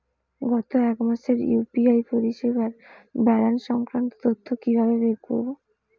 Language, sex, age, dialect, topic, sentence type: Bengali, female, 18-24, Rajbangshi, banking, question